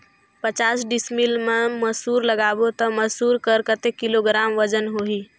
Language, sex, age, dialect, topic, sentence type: Chhattisgarhi, female, 18-24, Northern/Bhandar, agriculture, question